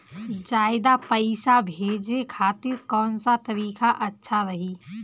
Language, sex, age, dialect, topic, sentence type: Bhojpuri, female, 31-35, Northern, banking, question